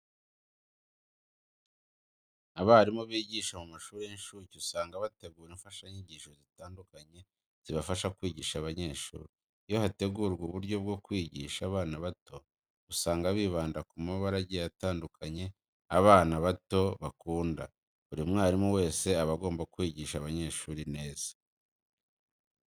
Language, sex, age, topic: Kinyarwanda, male, 25-35, education